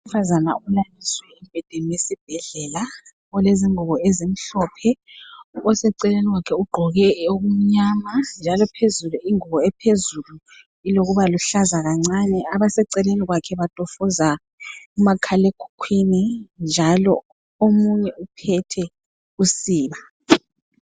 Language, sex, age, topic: North Ndebele, female, 25-35, health